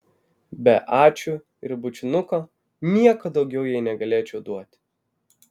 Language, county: Lithuanian, Vilnius